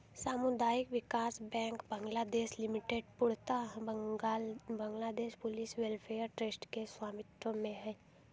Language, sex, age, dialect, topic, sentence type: Hindi, female, 18-24, Hindustani Malvi Khadi Boli, banking, statement